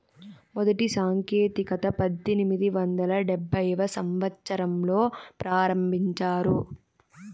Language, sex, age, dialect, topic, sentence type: Telugu, female, 18-24, Southern, banking, statement